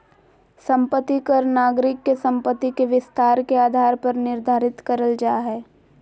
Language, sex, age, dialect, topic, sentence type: Magahi, female, 25-30, Southern, banking, statement